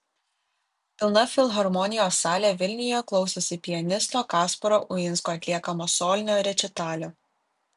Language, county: Lithuanian, Kaunas